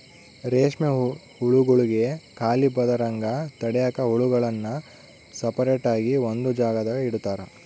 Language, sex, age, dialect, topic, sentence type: Kannada, male, 18-24, Central, agriculture, statement